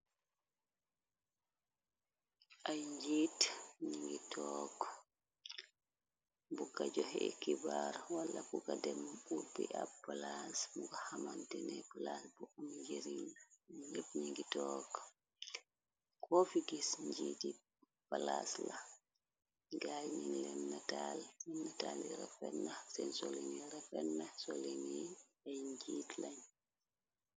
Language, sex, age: Wolof, female, 25-35